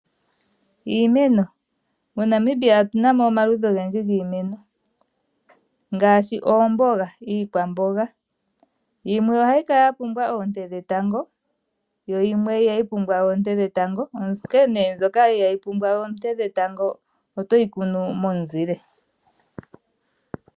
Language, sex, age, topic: Oshiwambo, female, 36-49, agriculture